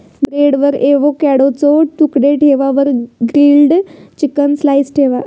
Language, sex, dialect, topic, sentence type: Marathi, female, Southern Konkan, agriculture, statement